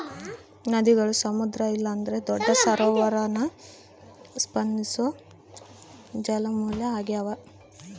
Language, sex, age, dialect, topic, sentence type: Kannada, female, 25-30, Central, agriculture, statement